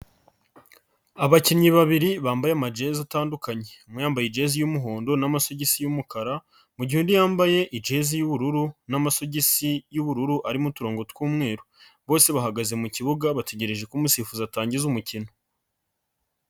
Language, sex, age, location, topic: Kinyarwanda, male, 25-35, Nyagatare, government